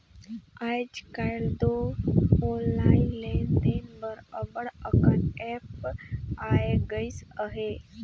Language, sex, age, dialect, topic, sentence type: Chhattisgarhi, female, 18-24, Northern/Bhandar, banking, statement